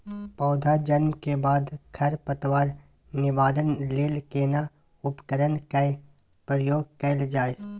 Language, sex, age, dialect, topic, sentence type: Maithili, male, 18-24, Bajjika, agriculture, question